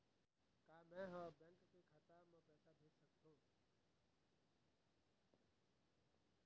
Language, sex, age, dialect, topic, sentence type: Chhattisgarhi, male, 51-55, Eastern, banking, statement